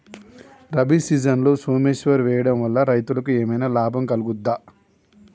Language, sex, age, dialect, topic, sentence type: Telugu, male, 31-35, Telangana, agriculture, question